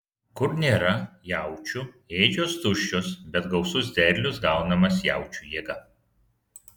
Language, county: Lithuanian, Vilnius